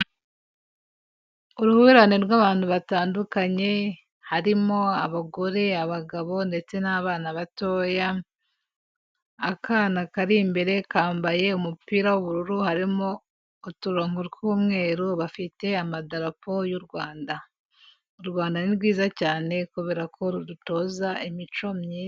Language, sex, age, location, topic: Kinyarwanda, female, 18-24, Kigali, health